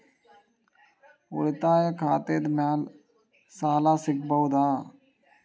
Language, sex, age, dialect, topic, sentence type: Kannada, male, 18-24, Dharwad Kannada, banking, question